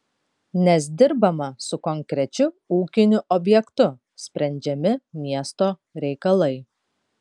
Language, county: Lithuanian, Kaunas